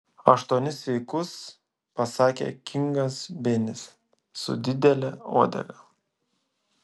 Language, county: Lithuanian, Šiauliai